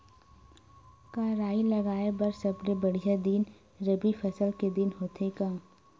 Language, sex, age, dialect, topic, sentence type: Chhattisgarhi, female, 18-24, Western/Budati/Khatahi, agriculture, question